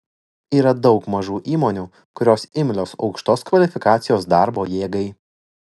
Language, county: Lithuanian, Vilnius